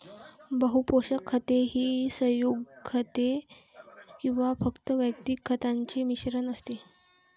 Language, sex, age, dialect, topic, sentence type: Marathi, female, 18-24, Varhadi, agriculture, statement